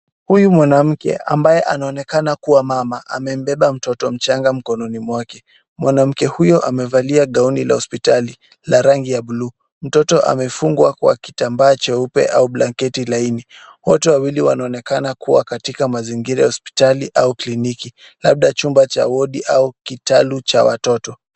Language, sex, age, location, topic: Swahili, male, 36-49, Kisumu, health